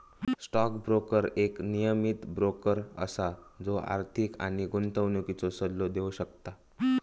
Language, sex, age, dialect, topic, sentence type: Marathi, male, 18-24, Southern Konkan, banking, statement